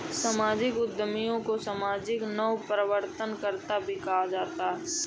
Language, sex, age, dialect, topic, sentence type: Hindi, male, 25-30, Awadhi Bundeli, banking, statement